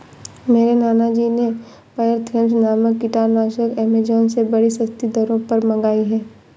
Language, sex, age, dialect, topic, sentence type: Hindi, female, 18-24, Awadhi Bundeli, agriculture, statement